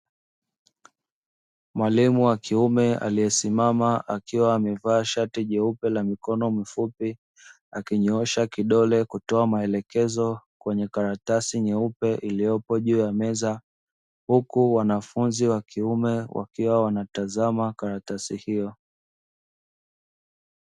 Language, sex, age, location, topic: Swahili, male, 25-35, Dar es Salaam, education